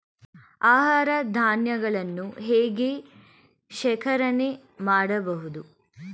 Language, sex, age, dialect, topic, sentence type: Kannada, female, 18-24, Mysore Kannada, agriculture, question